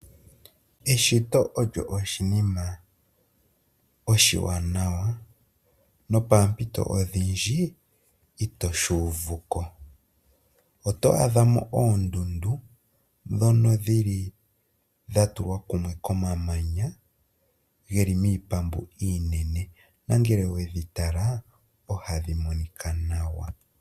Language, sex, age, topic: Oshiwambo, male, 25-35, agriculture